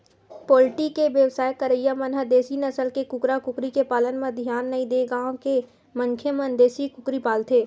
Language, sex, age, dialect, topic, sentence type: Chhattisgarhi, female, 18-24, Western/Budati/Khatahi, agriculture, statement